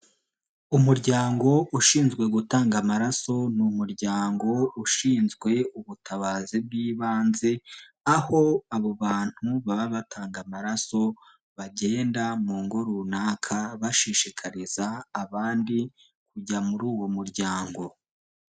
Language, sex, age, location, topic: Kinyarwanda, male, 18-24, Nyagatare, health